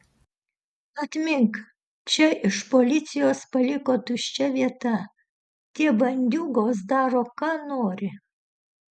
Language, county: Lithuanian, Utena